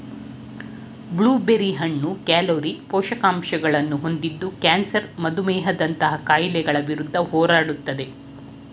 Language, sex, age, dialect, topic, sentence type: Kannada, female, 46-50, Mysore Kannada, agriculture, statement